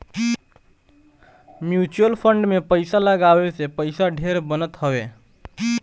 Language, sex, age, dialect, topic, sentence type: Bhojpuri, male, 18-24, Northern, banking, statement